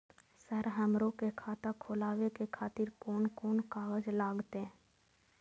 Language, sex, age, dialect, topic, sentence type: Maithili, female, 18-24, Eastern / Thethi, banking, question